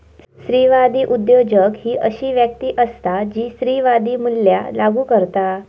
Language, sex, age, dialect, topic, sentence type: Marathi, female, 18-24, Southern Konkan, banking, statement